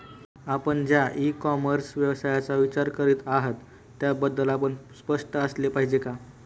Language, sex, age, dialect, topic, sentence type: Marathi, male, 36-40, Standard Marathi, agriculture, question